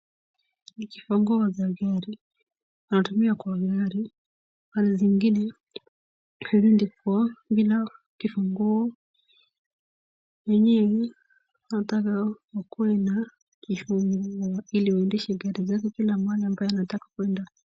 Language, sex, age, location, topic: Swahili, female, 25-35, Wajir, finance